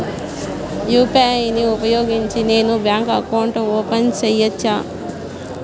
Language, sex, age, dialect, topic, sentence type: Telugu, female, 31-35, Southern, banking, question